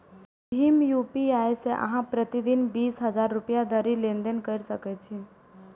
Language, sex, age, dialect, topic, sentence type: Maithili, female, 18-24, Eastern / Thethi, banking, statement